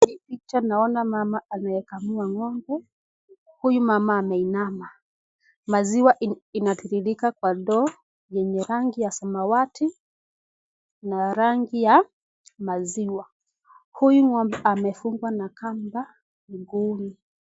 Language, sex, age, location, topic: Swahili, female, 25-35, Nakuru, agriculture